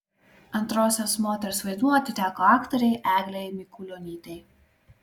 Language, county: Lithuanian, Klaipėda